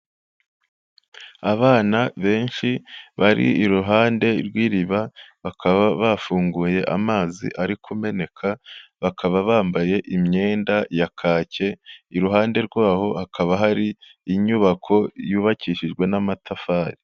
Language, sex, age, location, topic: Kinyarwanda, male, 25-35, Kigali, health